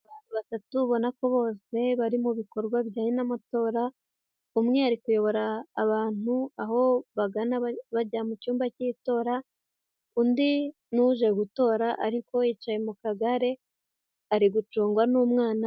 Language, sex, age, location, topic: Kinyarwanda, female, 18-24, Huye, health